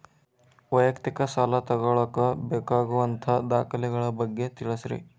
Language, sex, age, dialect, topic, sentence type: Kannada, male, 18-24, Dharwad Kannada, banking, question